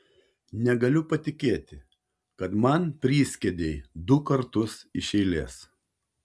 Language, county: Lithuanian, Panevėžys